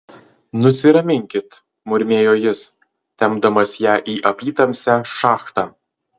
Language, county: Lithuanian, Marijampolė